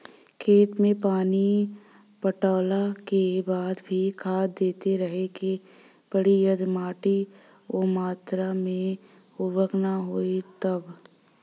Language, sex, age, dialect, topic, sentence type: Bhojpuri, female, 25-30, Southern / Standard, agriculture, question